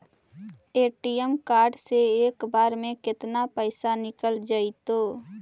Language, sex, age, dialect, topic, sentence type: Magahi, female, 18-24, Central/Standard, banking, question